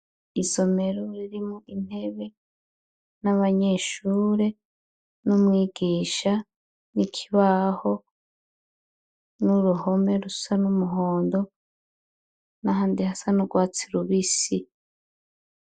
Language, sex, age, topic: Rundi, female, 36-49, education